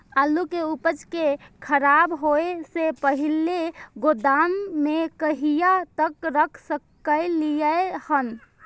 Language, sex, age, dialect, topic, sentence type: Maithili, female, 18-24, Eastern / Thethi, agriculture, question